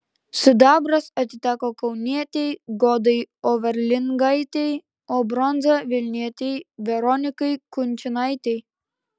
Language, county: Lithuanian, Klaipėda